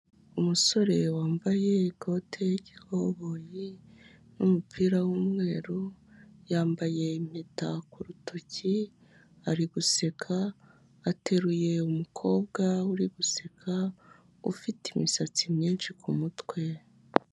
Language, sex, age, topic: Kinyarwanda, male, 18-24, finance